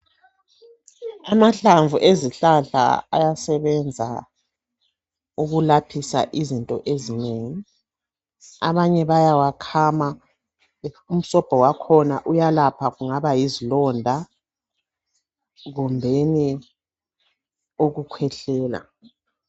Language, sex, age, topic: North Ndebele, female, 36-49, health